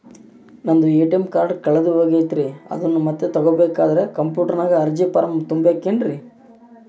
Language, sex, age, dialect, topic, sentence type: Kannada, male, 18-24, Central, banking, question